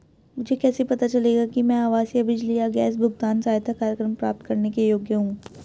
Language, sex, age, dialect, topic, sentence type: Hindi, female, 18-24, Hindustani Malvi Khadi Boli, banking, question